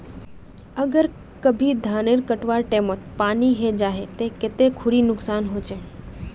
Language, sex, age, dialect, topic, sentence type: Magahi, female, 18-24, Northeastern/Surjapuri, agriculture, question